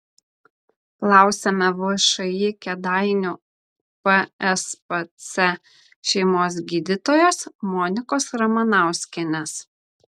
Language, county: Lithuanian, Vilnius